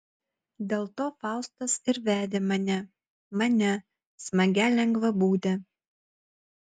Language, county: Lithuanian, Utena